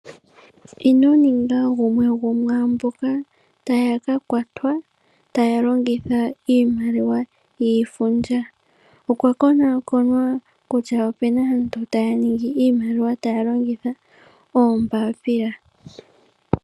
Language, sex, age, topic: Oshiwambo, female, 18-24, finance